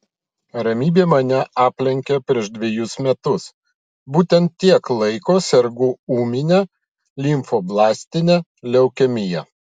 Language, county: Lithuanian, Vilnius